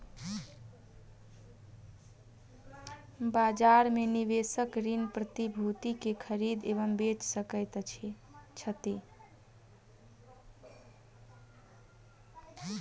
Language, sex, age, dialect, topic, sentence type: Maithili, female, 18-24, Southern/Standard, banking, statement